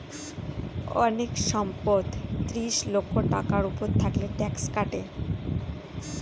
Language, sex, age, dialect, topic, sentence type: Bengali, female, 25-30, Northern/Varendri, banking, statement